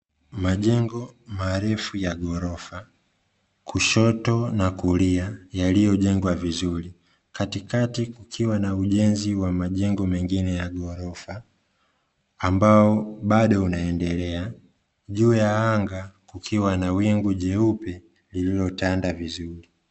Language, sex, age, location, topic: Swahili, male, 25-35, Dar es Salaam, finance